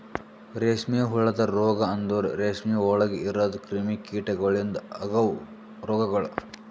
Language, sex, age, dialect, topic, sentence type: Kannada, male, 18-24, Northeastern, agriculture, statement